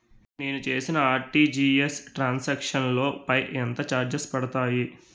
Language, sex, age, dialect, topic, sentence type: Telugu, male, 18-24, Utterandhra, banking, question